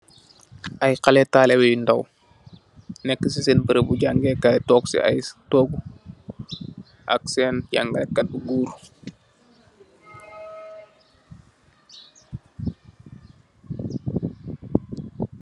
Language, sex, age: Wolof, male, 25-35